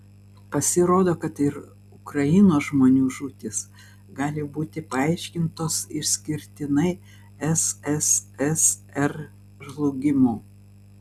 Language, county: Lithuanian, Vilnius